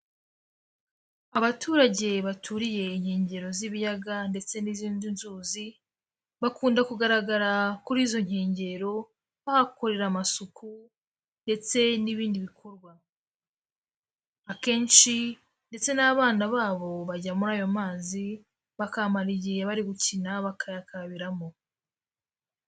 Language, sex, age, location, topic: Kinyarwanda, female, 18-24, Kigali, health